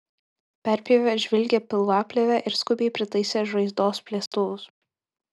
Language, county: Lithuanian, Kaunas